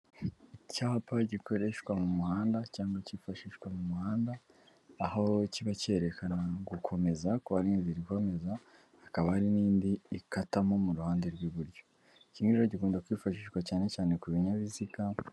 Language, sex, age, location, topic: Kinyarwanda, female, 18-24, Kigali, government